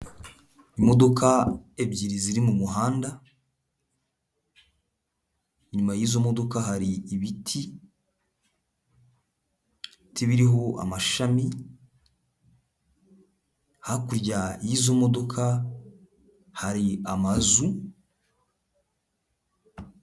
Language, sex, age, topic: Kinyarwanda, male, 18-24, government